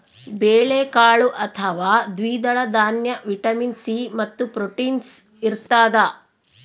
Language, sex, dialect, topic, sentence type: Kannada, female, Central, agriculture, statement